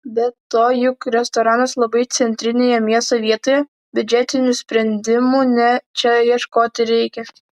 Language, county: Lithuanian, Vilnius